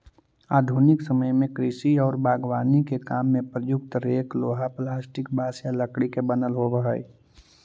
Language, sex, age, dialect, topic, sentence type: Magahi, male, 18-24, Central/Standard, banking, statement